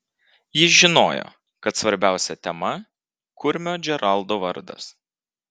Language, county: Lithuanian, Vilnius